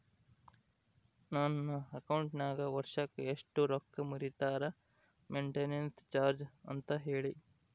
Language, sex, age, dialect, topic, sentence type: Kannada, male, 25-30, Central, banking, question